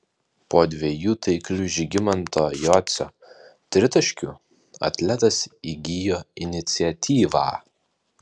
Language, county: Lithuanian, Alytus